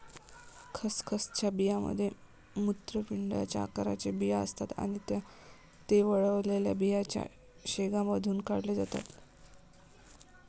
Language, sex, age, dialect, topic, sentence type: Marathi, female, 25-30, Varhadi, agriculture, statement